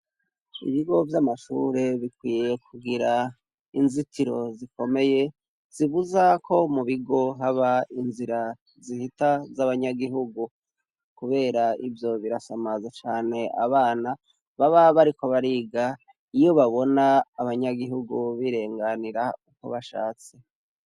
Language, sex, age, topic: Rundi, male, 36-49, education